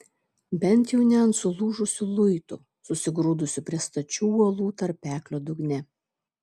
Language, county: Lithuanian, Šiauliai